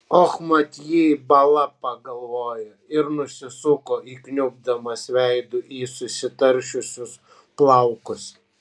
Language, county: Lithuanian, Kaunas